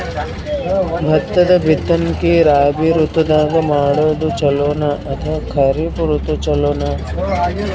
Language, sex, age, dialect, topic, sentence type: Kannada, female, 41-45, Northeastern, agriculture, question